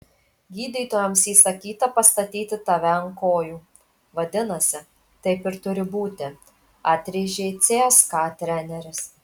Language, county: Lithuanian, Marijampolė